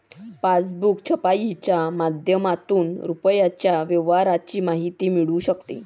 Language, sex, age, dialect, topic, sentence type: Marathi, female, 60-100, Varhadi, banking, statement